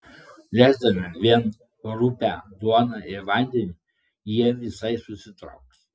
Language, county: Lithuanian, Klaipėda